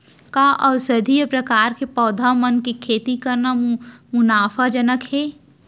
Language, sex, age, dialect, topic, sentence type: Chhattisgarhi, female, 31-35, Central, agriculture, question